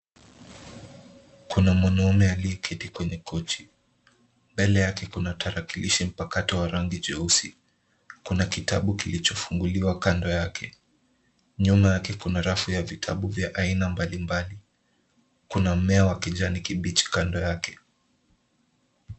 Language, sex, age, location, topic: Swahili, male, 25-35, Nairobi, education